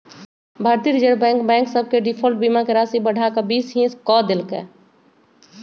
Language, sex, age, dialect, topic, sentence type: Magahi, female, 56-60, Western, banking, statement